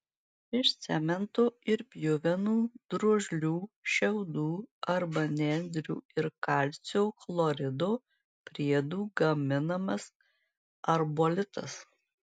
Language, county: Lithuanian, Marijampolė